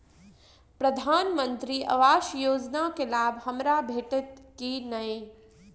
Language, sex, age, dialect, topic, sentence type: Maithili, female, 18-24, Southern/Standard, banking, question